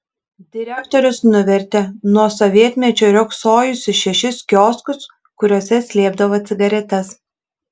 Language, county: Lithuanian, Šiauliai